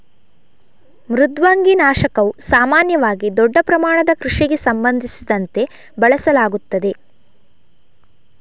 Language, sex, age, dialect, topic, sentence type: Kannada, female, 51-55, Coastal/Dakshin, agriculture, statement